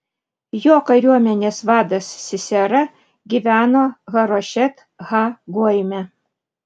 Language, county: Lithuanian, Vilnius